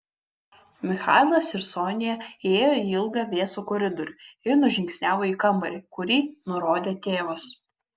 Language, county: Lithuanian, Kaunas